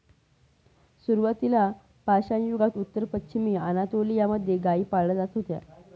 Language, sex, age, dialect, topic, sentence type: Marathi, female, 31-35, Northern Konkan, agriculture, statement